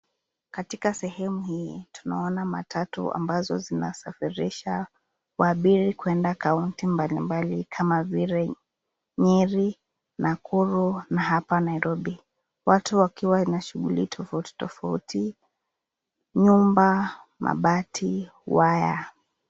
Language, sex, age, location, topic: Swahili, female, 25-35, Nairobi, government